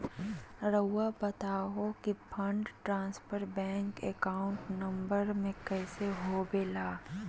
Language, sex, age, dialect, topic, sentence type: Magahi, female, 31-35, Southern, banking, question